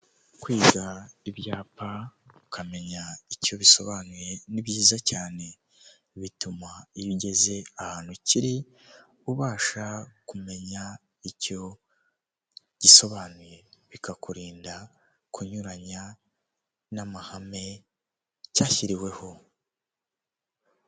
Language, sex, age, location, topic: Kinyarwanda, male, 18-24, Huye, government